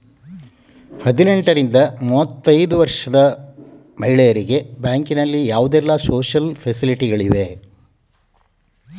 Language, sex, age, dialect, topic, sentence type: Kannada, male, 18-24, Coastal/Dakshin, banking, question